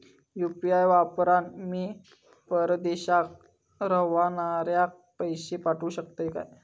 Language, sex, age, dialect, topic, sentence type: Marathi, male, 25-30, Southern Konkan, banking, question